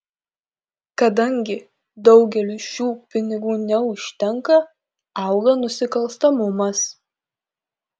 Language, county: Lithuanian, Kaunas